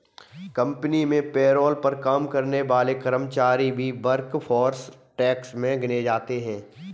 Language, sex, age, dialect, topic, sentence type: Hindi, male, 25-30, Kanauji Braj Bhasha, banking, statement